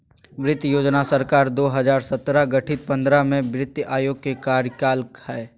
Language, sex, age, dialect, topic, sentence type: Magahi, male, 31-35, Southern, banking, statement